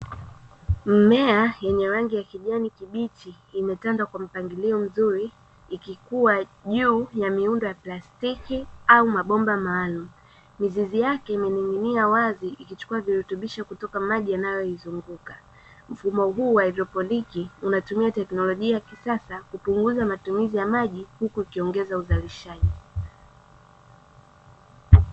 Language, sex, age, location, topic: Swahili, female, 18-24, Dar es Salaam, agriculture